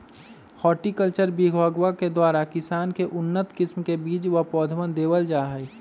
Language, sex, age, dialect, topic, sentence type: Magahi, male, 25-30, Western, agriculture, statement